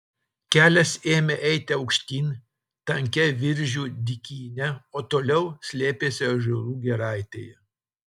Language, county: Lithuanian, Telšiai